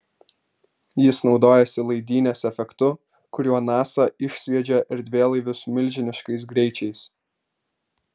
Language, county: Lithuanian, Vilnius